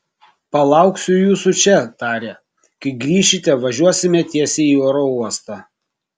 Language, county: Lithuanian, Kaunas